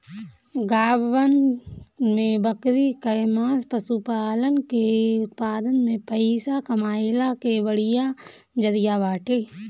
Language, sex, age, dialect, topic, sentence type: Bhojpuri, female, 31-35, Northern, agriculture, statement